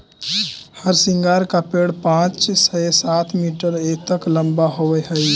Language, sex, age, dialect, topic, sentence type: Magahi, male, 18-24, Central/Standard, agriculture, statement